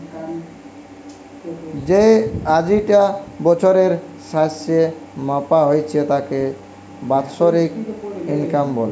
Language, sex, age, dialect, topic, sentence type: Bengali, male, 18-24, Western, banking, statement